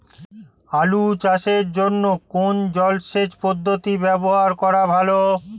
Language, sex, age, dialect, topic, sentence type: Bengali, male, 46-50, Standard Colloquial, agriculture, question